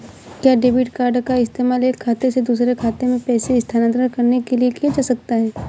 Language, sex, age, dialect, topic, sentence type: Hindi, female, 18-24, Awadhi Bundeli, banking, question